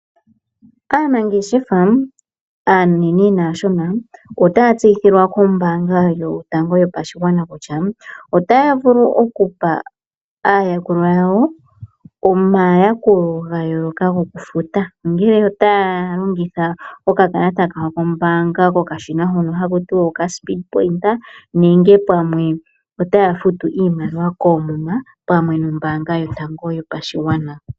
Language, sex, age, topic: Oshiwambo, male, 25-35, finance